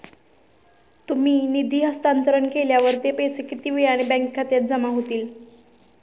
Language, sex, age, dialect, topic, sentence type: Marathi, female, 18-24, Standard Marathi, banking, question